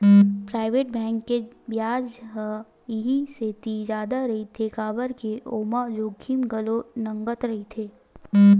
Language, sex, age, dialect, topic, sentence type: Chhattisgarhi, female, 18-24, Western/Budati/Khatahi, banking, statement